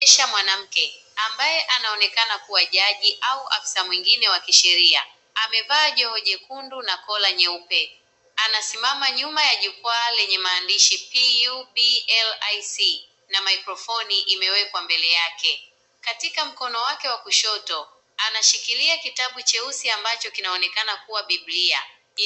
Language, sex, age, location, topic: Swahili, male, 18-24, Nakuru, government